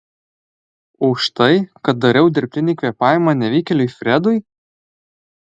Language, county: Lithuanian, Alytus